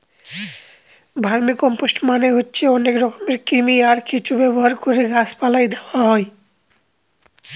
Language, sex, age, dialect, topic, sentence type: Bengali, male, 25-30, Northern/Varendri, agriculture, statement